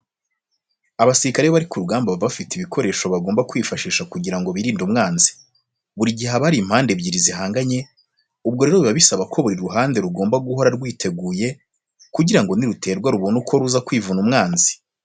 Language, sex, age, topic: Kinyarwanda, male, 25-35, education